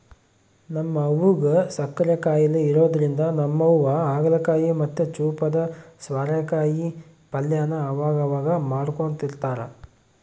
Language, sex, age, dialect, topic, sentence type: Kannada, male, 41-45, Central, agriculture, statement